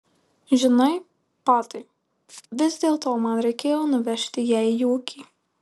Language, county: Lithuanian, Marijampolė